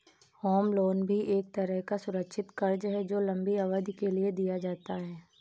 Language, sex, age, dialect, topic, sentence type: Hindi, female, 18-24, Awadhi Bundeli, banking, statement